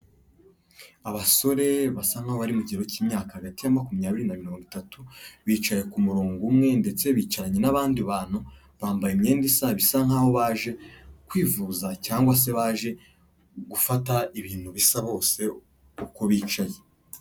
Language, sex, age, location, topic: Kinyarwanda, male, 25-35, Kigali, health